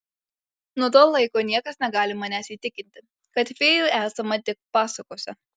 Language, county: Lithuanian, Alytus